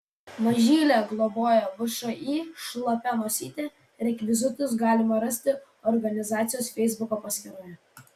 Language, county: Lithuanian, Vilnius